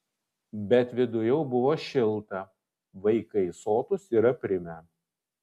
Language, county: Lithuanian, Vilnius